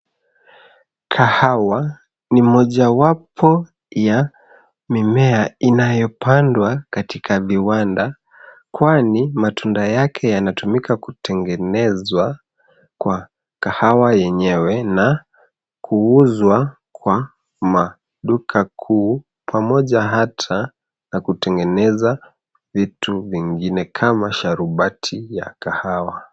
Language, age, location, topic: Swahili, 25-35, Nairobi, agriculture